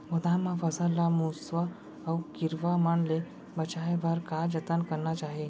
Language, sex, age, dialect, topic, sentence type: Chhattisgarhi, male, 18-24, Central, agriculture, question